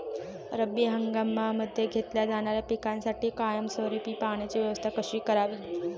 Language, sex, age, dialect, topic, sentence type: Marathi, female, 18-24, Standard Marathi, agriculture, question